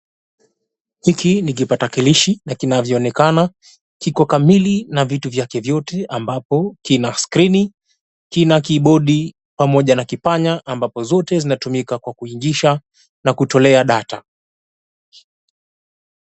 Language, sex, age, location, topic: Swahili, male, 18-24, Mombasa, education